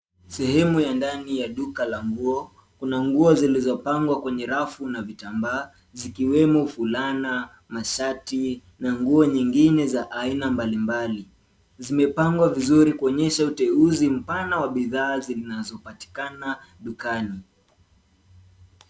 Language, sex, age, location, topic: Swahili, male, 18-24, Nairobi, finance